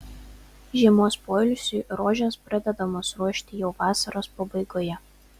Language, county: Lithuanian, Vilnius